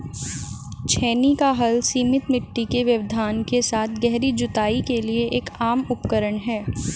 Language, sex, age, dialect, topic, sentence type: Hindi, female, 25-30, Hindustani Malvi Khadi Boli, agriculture, statement